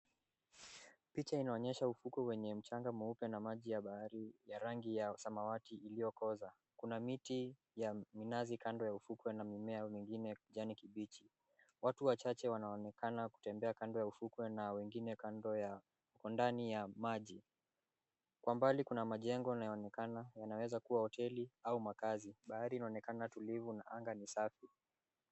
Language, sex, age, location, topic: Swahili, male, 18-24, Mombasa, government